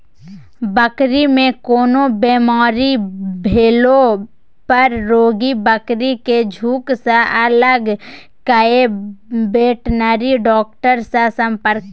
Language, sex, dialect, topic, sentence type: Maithili, female, Bajjika, agriculture, statement